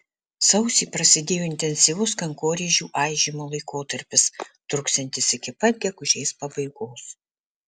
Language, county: Lithuanian, Alytus